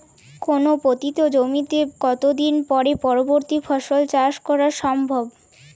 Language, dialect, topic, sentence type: Bengali, Jharkhandi, agriculture, question